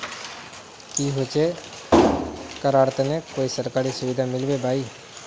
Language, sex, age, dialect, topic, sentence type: Magahi, male, 36-40, Northeastern/Surjapuri, agriculture, question